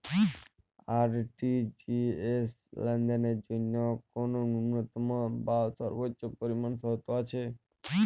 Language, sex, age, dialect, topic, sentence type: Bengali, male, 31-35, Jharkhandi, banking, question